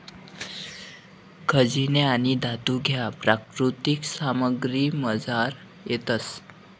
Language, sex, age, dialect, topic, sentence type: Marathi, male, 60-100, Northern Konkan, agriculture, statement